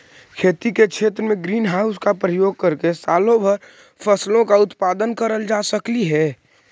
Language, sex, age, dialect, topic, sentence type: Magahi, male, 18-24, Central/Standard, agriculture, statement